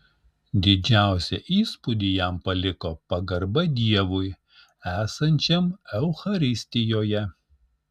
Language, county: Lithuanian, Šiauliai